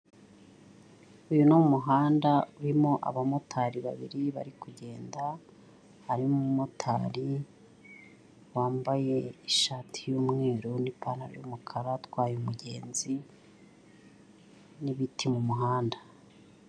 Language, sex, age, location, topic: Kinyarwanda, female, 25-35, Kigali, government